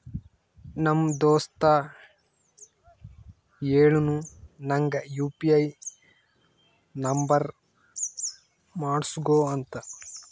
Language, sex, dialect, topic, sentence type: Kannada, male, Northeastern, banking, statement